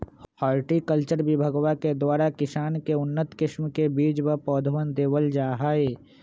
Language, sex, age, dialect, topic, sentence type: Magahi, male, 25-30, Western, agriculture, statement